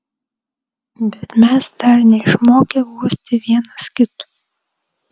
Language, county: Lithuanian, Vilnius